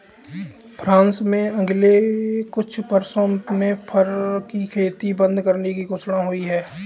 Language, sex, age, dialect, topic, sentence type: Hindi, male, 18-24, Kanauji Braj Bhasha, agriculture, statement